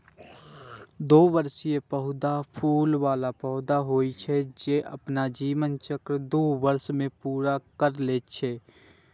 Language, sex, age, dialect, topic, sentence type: Maithili, male, 18-24, Eastern / Thethi, agriculture, statement